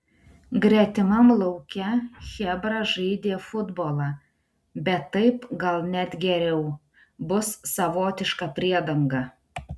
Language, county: Lithuanian, Klaipėda